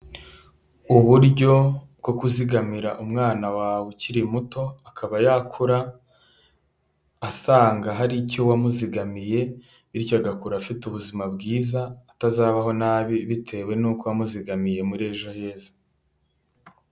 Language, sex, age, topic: Kinyarwanda, male, 18-24, finance